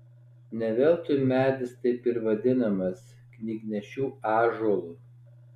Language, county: Lithuanian, Alytus